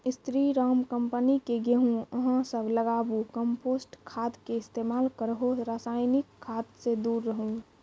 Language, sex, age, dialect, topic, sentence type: Maithili, female, 46-50, Angika, agriculture, question